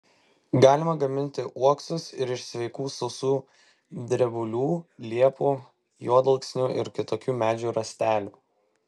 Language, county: Lithuanian, Vilnius